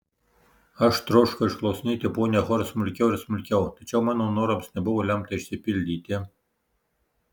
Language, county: Lithuanian, Marijampolė